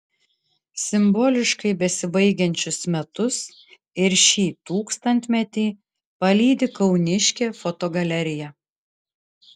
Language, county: Lithuanian, Klaipėda